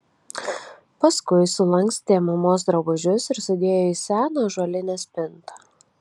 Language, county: Lithuanian, Kaunas